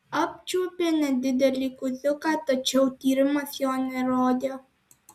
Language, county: Lithuanian, Alytus